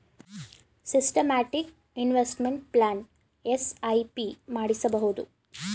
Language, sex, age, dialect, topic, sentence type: Kannada, female, 18-24, Mysore Kannada, banking, statement